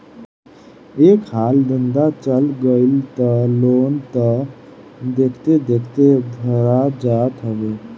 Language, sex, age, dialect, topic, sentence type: Bhojpuri, male, 31-35, Northern, banking, statement